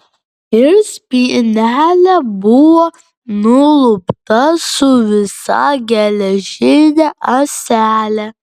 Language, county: Lithuanian, Vilnius